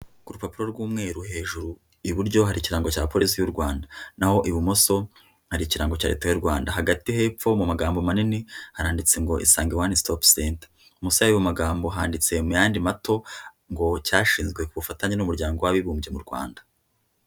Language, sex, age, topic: Kinyarwanda, male, 25-35, health